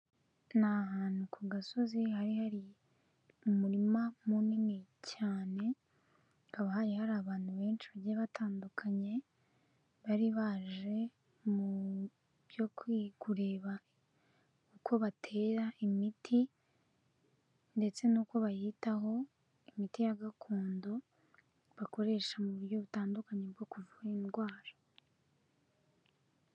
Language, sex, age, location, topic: Kinyarwanda, female, 18-24, Kigali, health